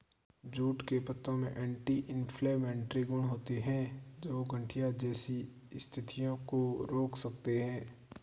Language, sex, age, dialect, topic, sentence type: Hindi, male, 46-50, Marwari Dhudhari, agriculture, statement